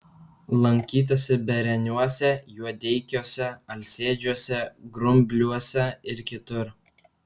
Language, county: Lithuanian, Kaunas